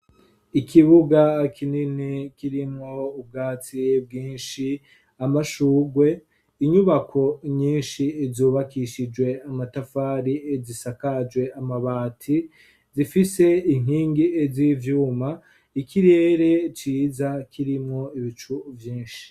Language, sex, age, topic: Rundi, male, 25-35, education